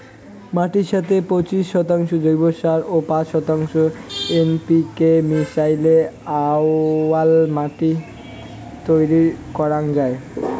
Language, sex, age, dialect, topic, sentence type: Bengali, male, 18-24, Rajbangshi, agriculture, statement